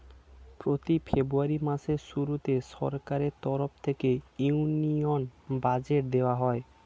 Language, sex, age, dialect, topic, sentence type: Bengali, male, 18-24, Standard Colloquial, banking, statement